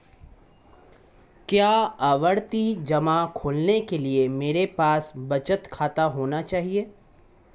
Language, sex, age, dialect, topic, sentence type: Hindi, male, 18-24, Marwari Dhudhari, banking, question